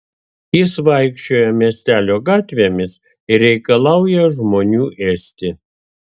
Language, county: Lithuanian, Vilnius